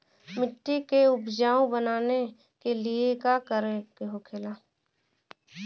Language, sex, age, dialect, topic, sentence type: Bhojpuri, female, 25-30, Western, agriculture, question